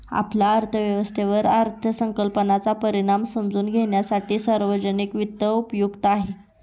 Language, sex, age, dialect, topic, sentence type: Marathi, female, 18-24, Northern Konkan, banking, statement